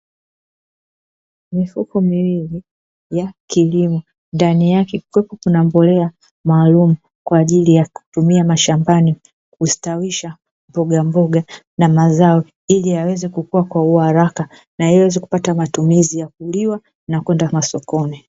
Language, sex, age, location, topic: Swahili, female, 36-49, Dar es Salaam, agriculture